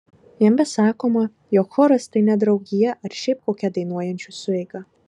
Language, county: Lithuanian, Marijampolė